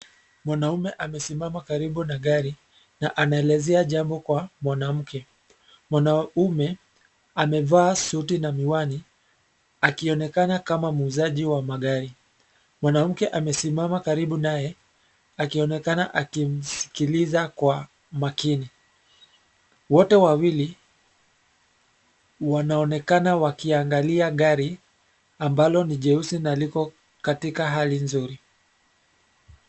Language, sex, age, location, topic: Swahili, male, 25-35, Nairobi, finance